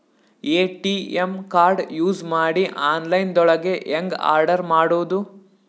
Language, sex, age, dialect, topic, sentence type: Kannada, male, 18-24, Northeastern, banking, question